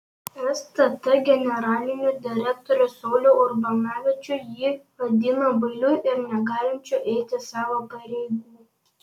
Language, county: Lithuanian, Panevėžys